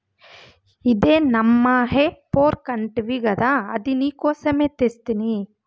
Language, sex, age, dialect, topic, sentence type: Telugu, female, 25-30, Southern, agriculture, statement